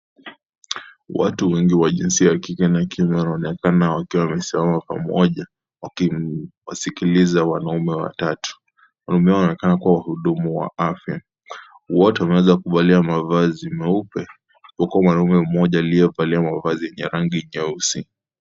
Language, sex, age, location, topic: Swahili, male, 18-24, Kisii, health